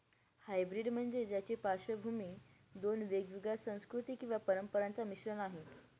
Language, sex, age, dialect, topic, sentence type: Marathi, female, 18-24, Northern Konkan, banking, statement